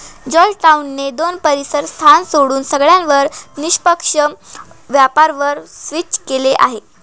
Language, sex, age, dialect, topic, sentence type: Marathi, male, 18-24, Northern Konkan, banking, statement